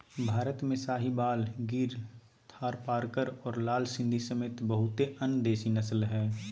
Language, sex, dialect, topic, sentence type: Magahi, male, Southern, agriculture, statement